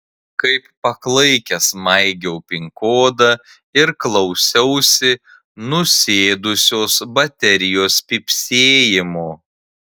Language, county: Lithuanian, Tauragė